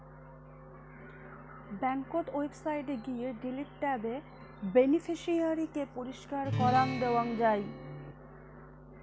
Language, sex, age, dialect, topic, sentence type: Bengali, female, 25-30, Rajbangshi, banking, statement